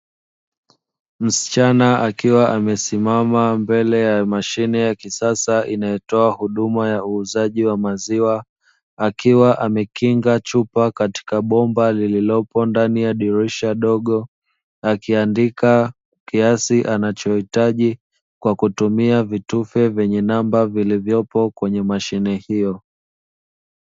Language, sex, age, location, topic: Swahili, male, 25-35, Dar es Salaam, finance